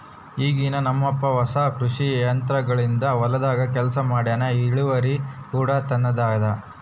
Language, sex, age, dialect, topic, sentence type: Kannada, male, 18-24, Central, agriculture, statement